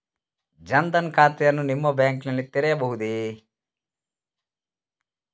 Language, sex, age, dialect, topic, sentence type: Kannada, male, 36-40, Coastal/Dakshin, banking, question